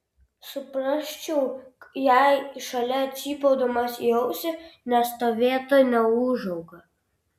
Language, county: Lithuanian, Vilnius